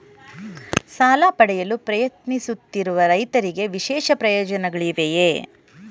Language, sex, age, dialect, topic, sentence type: Kannada, female, 41-45, Mysore Kannada, agriculture, statement